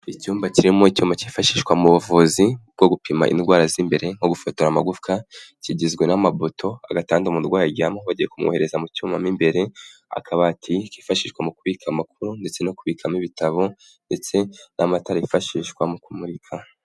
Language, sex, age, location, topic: Kinyarwanda, male, 18-24, Kigali, health